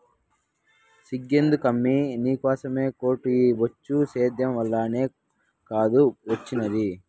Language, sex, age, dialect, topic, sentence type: Telugu, male, 56-60, Southern, agriculture, statement